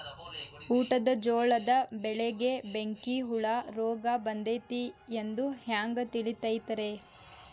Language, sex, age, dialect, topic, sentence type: Kannada, female, 18-24, Dharwad Kannada, agriculture, question